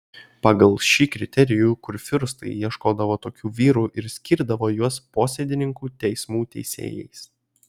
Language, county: Lithuanian, Kaunas